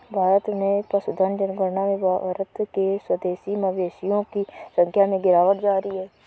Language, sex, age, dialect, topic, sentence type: Hindi, female, 60-100, Kanauji Braj Bhasha, agriculture, statement